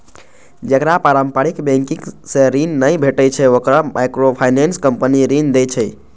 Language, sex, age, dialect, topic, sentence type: Maithili, male, 18-24, Eastern / Thethi, banking, statement